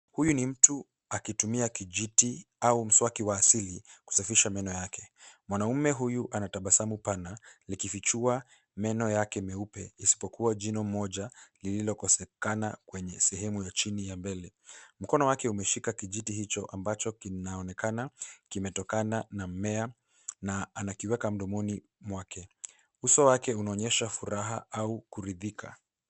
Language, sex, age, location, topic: Swahili, male, 18-24, Nairobi, health